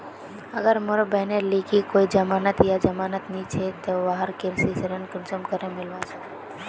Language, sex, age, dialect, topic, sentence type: Magahi, female, 18-24, Northeastern/Surjapuri, agriculture, statement